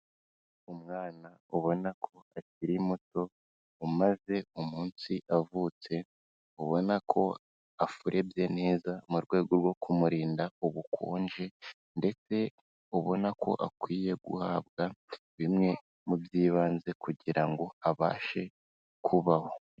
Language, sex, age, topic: Kinyarwanda, female, 18-24, health